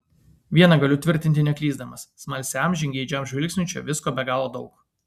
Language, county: Lithuanian, Vilnius